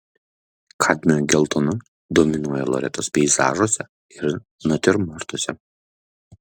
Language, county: Lithuanian, Vilnius